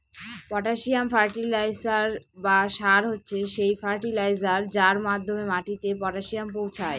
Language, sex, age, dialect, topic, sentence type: Bengali, female, 18-24, Northern/Varendri, agriculture, statement